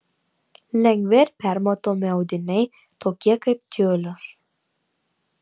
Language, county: Lithuanian, Marijampolė